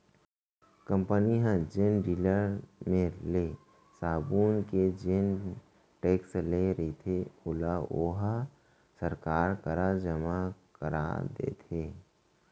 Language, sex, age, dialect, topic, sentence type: Chhattisgarhi, male, 25-30, Central, banking, statement